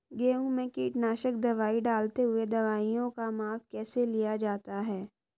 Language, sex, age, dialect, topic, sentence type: Hindi, female, 25-30, Hindustani Malvi Khadi Boli, agriculture, question